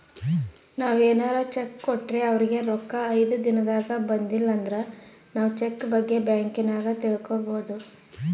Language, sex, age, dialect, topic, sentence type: Kannada, female, 18-24, Central, banking, statement